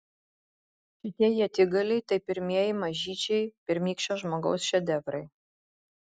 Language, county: Lithuanian, Vilnius